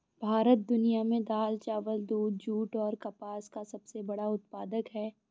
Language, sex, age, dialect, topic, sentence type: Hindi, female, 25-30, Awadhi Bundeli, agriculture, statement